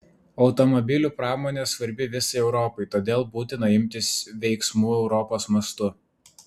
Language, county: Lithuanian, Vilnius